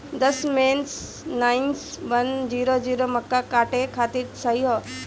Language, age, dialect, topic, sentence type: Bhojpuri, 18-24, Northern, agriculture, question